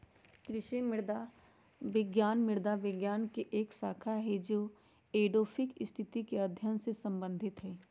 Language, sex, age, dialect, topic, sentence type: Magahi, female, 60-100, Western, agriculture, statement